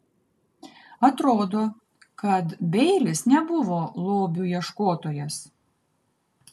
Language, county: Lithuanian, Kaunas